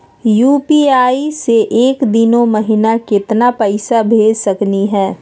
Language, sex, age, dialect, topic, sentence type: Magahi, female, 25-30, Southern, banking, question